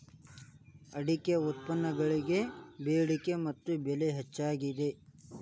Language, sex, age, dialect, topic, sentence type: Kannada, male, 18-24, Dharwad Kannada, agriculture, statement